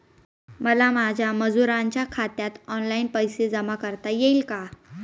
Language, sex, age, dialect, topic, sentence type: Marathi, female, 25-30, Northern Konkan, banking, question